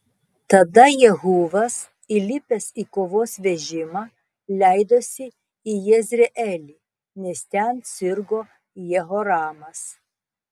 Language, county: Lithuanian, Tauragė